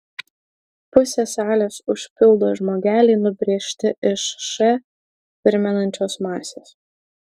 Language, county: Lithuanian, Utena